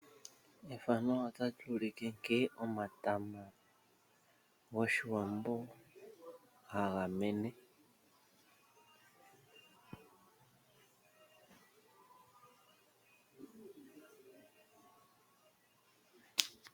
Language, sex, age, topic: Oshiwambo, male, 36-49, agriculture